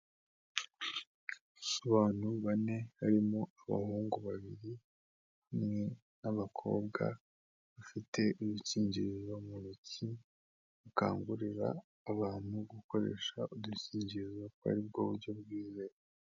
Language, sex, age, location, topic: Kinyarwanda, female, 18-24, Kigali, health